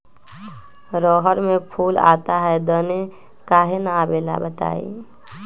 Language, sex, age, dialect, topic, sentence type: Magahi, female, 18-24, Western, agriculture, question